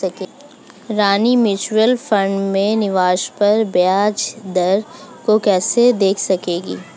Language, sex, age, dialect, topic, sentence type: Hindi, female, 25-30, Hindustani Malvi Khadi Boli, banking, statement